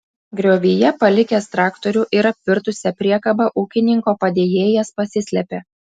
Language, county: Lithuanian, Klaipėda